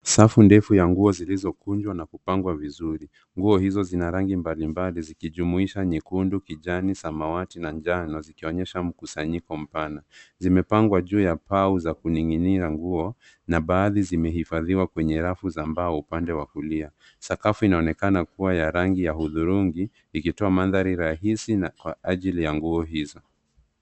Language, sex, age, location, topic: Swahili, male, 25-35, Nairobi, finance